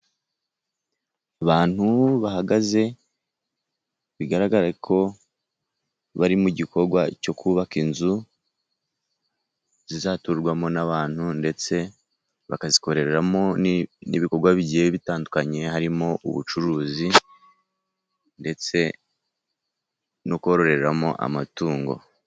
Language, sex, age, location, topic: Kinyarwanda, male, 50+, Musanze, education